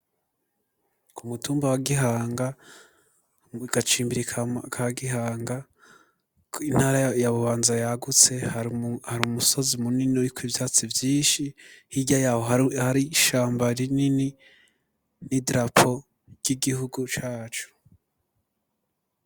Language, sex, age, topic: Rundi, male, 25-35, education